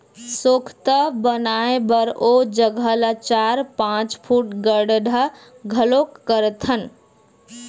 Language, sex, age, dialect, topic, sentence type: Chhattisgarhi, female, 25-30, Western/Budati/Khatahi, agriculture, statement